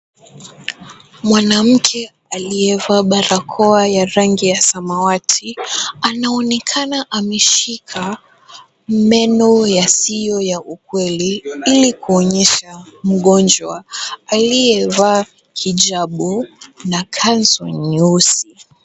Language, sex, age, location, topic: Swahili, female, 18-24, Kisumu, health